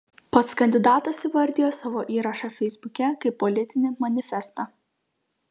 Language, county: Lithuanian, Kaunas